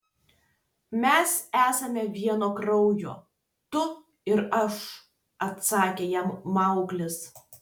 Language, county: Lithuanian, Tauragė